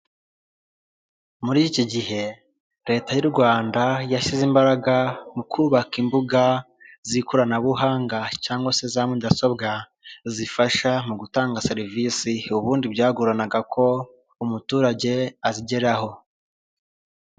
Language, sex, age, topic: Kinyarwanda, male, 18-24, government